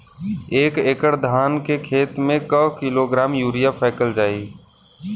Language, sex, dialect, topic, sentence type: Bhojpuri, male, Western, agriculture, question